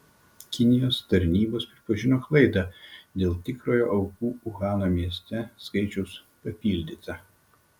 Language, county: Lithuanian, Vilnius